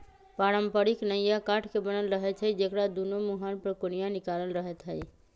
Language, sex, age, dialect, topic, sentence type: Magahi, female, 25-30, Western, agriculture, statement